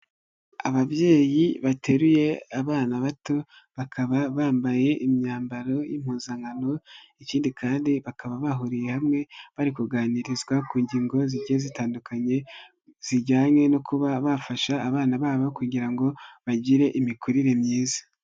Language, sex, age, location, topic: Kinyarwanda, female, 18-24, Nyagatare, health